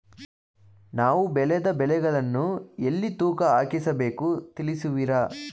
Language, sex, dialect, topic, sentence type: Kannada, male, Mysore Kannada, agriculture, question